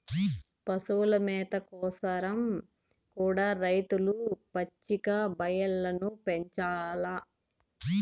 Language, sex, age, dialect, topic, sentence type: Telugu, female, 36-40, Southern, agriculture, statement